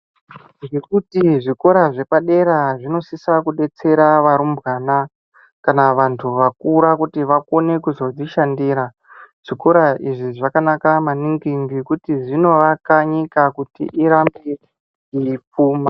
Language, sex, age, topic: Ndau, female, 36-49, education